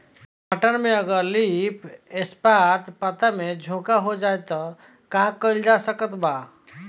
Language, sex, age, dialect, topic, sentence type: Bhojpuri, male, 25-30, Southern / Standard, agriculture, question